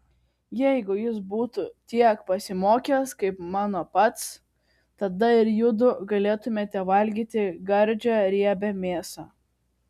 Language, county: Lithuanian, Kaunas